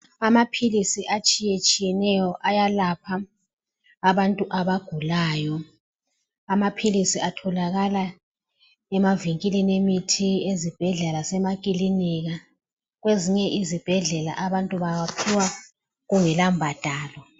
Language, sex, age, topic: North Ndebele, female, 36-49, health